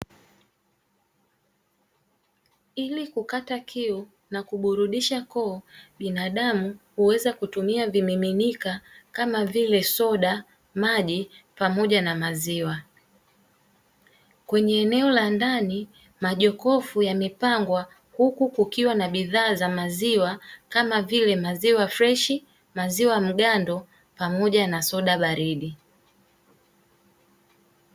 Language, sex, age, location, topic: Swahili, female, 18-24, Dar es Salaam, finance